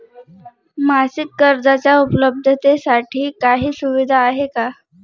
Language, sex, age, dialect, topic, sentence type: Marathi, female, 31-35, Northern Konkan, banking, question